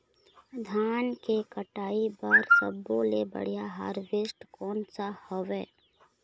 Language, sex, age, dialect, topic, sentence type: Chhattisgarhi, female, 25-30, Eastern, agriculture, question